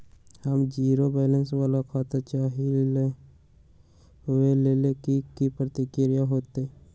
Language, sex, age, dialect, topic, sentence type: Magahi, male, 60-100, Western, banking, question